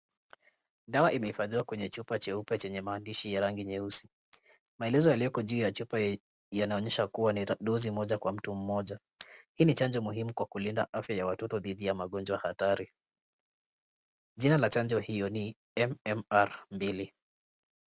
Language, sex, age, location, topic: Swahili, male, 18-24, Kisumu, health